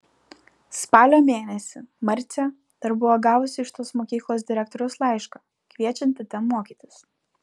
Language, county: Lithuanian, Vilnius